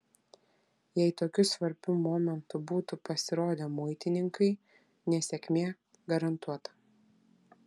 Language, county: Lithuanian, Vilnius